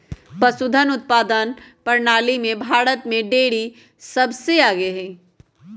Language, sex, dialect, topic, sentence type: Magahi, male, Western, agriculture, statement